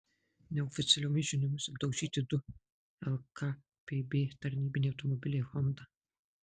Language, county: Lithuanian, Marijampolė